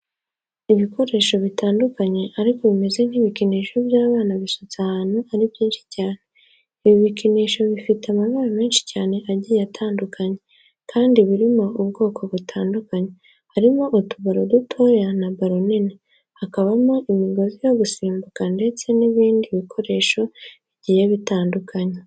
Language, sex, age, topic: Kinyarwanda, female, 18-24, education